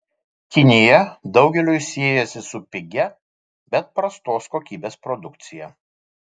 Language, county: Lithuanian, Vilnius